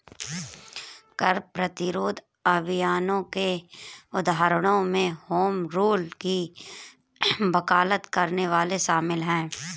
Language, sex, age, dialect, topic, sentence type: Hindi, female, 25-30, Marwari Dhudhari, banking, statement